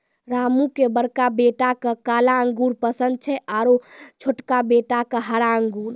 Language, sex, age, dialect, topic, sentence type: Maithili, female, 18-24, Angika, agriculture, statement